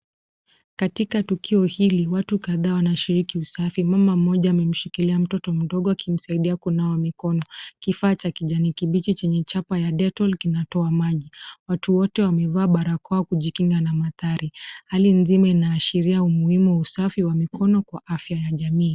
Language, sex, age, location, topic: Swahili, female, 25-35, Nairobi, health